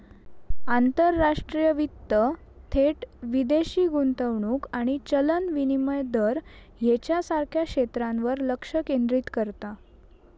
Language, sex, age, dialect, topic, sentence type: Marathi, female, 18-24, Southern Konkan, banking, statement